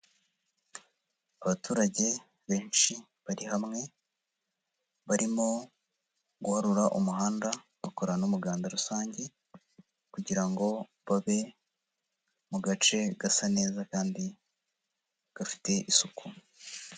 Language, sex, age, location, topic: Kinyarwanda, female, 25-35, Huye, agriculture